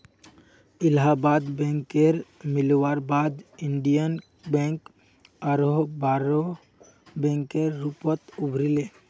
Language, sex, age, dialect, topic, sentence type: Magahi, male, 25-30, Northeastern/Surjapuri, banking, statement